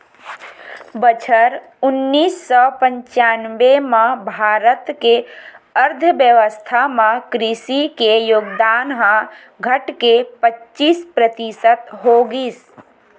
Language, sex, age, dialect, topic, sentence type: Chhattisgarhi, female, 25-30, Western/Budati/Khatahi, agriculture, statement